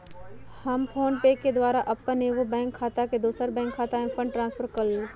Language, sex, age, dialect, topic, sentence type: Magahi, female, 51-55, Western, banking, statement